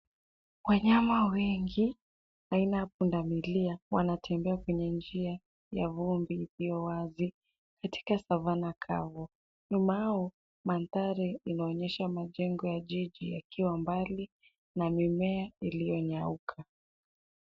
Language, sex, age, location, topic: Swahili, female, 18-24, Nairobi, government